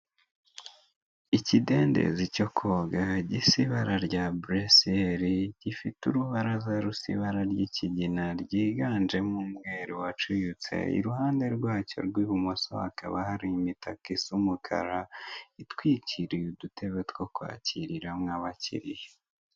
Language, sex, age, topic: Kinyarwanda, male, 18-24, finance